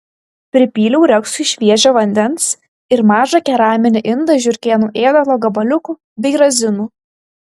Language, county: Lithuanian, Šiauliai